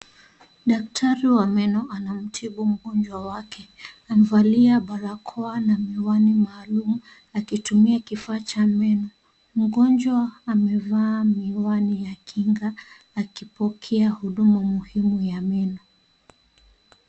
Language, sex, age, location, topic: Swahili, female, 36-49, Kisii, health